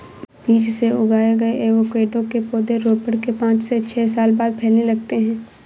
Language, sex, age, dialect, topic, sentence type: Hindi, female, 25-30, Awadhi Bundeli, agriculture, statement